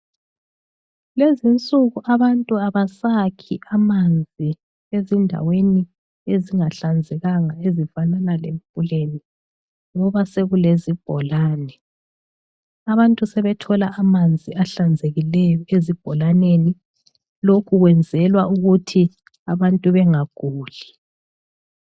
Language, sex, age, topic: North Ndebele, female, 36-49, health